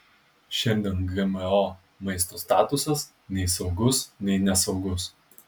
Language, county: Lithuanian, Kaunas